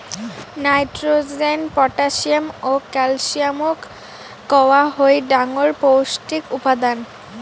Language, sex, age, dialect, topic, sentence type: Bengali, female, <18, Rajbangshi, agriculture, statement